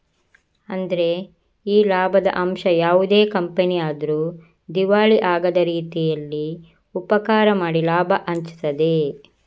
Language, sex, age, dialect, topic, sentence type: Kannada, female, 25-30, Coastal/Dakshin, banking, statement